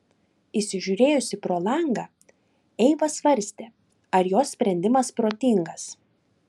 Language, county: Lithuanian, Klaipėda